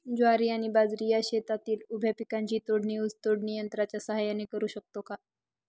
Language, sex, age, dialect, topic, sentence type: Marathi, female, 41-45, Northern Konkan, agriculture, question